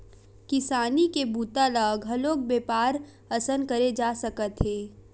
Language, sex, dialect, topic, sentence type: Chhattisgarhi, female, Western/Budati/Khatahi, agriculture, statement